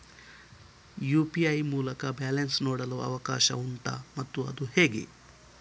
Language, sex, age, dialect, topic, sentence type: Kannada, male, 18-24, Coastal/Dakshin, banking, question